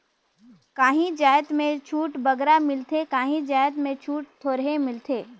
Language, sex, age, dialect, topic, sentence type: Chhattisgarhi, female, 18-24, Northern/Bhandar, banking, statement